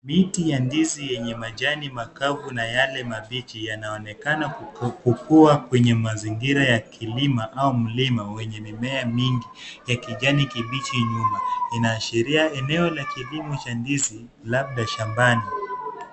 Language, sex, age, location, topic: Swahili, male, 25-35, Kisumu, agriculture